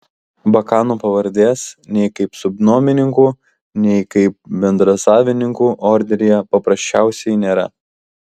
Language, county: Lithuanian, Kaunas